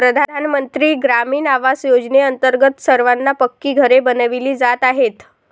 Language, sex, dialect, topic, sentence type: Marathi, female, Varhadi, agriculture, statement